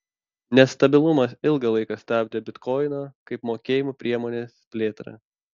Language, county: Lithuanian, Panevėžys